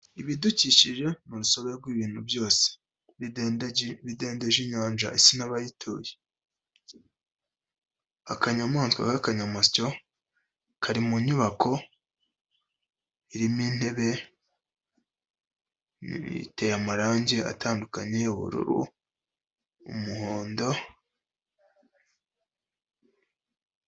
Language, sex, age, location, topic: Kinyarwanda, female, 25-35, Kigali, health